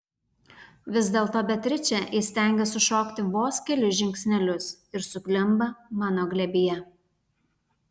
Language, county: Lithuanian, Alytus